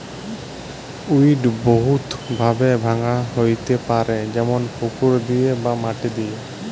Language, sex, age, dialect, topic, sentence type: Bengali, male, 25-30, Jharkhandi, agriculture, statement